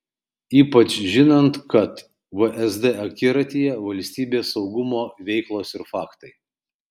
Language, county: Lithuanian, Kaunas